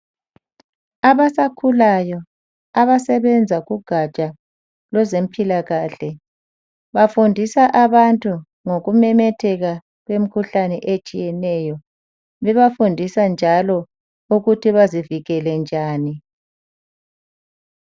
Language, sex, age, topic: North Ndebele, male, 50+, health